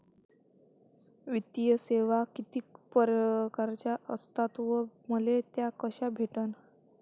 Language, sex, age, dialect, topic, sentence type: Marathi, female, 18-24, Varhadi, banking, question